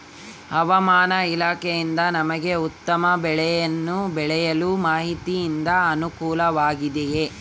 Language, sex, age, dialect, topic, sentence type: Kannada, male, 18-24, Central, agriculture, question